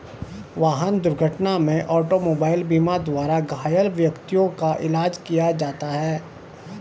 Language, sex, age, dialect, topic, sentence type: Hindi, male, 36-40, Hindustani Malvi Khadi Boli, banking, statement